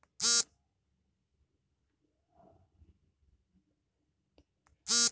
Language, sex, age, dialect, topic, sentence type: Kannada, female, 36-40, Mysore Kannada, agriculture, statement